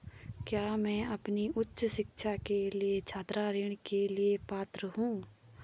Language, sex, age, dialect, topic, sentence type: Hindi, female, 18-24, Garhwali, banking, statement